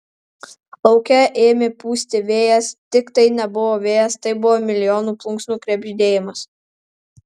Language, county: Lithuanian, Alytus